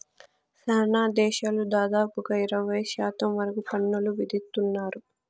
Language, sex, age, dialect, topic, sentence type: Telugu, female, 18-24, Southern, banking, statement